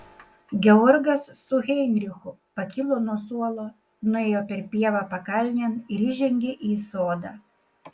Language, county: Lithuanian, Šiauliai